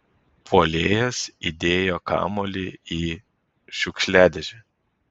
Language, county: Lithuanian, Vilnius